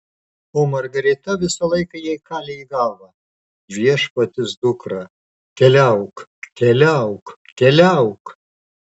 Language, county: Lithuanian, Alytus